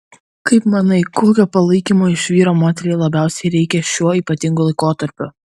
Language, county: Lithuanian, Kaunas